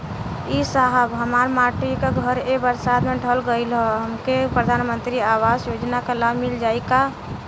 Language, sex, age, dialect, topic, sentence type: Bhojpuri, female, 18-24, Western, banking, question